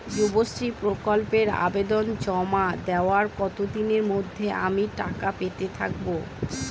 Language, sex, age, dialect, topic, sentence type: Bengali, female, 25-30, Northern/Varendri, banking, question